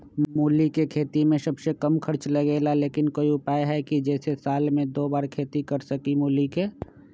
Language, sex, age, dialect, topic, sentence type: Magahi, male, 25-30, Western, agriculture, question